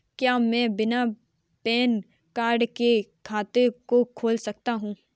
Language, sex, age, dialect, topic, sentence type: Hindi, female, 25-30, Kanauji Braj Bhasha, banking, question